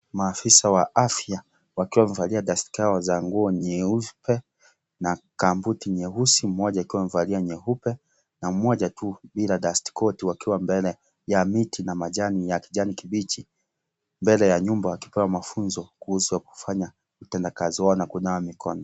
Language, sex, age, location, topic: Swahili, male, 36-49, Kisii, health